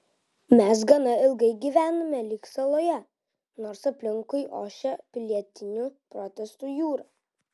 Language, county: Lithuanian, Vilnius